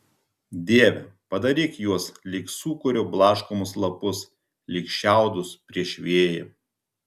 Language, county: Lithuanian, Telšiai